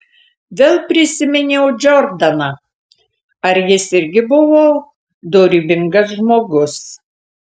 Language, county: Lithuanian, Tauragė